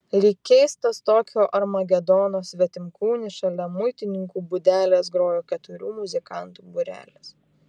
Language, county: Lithuanian, Vilnius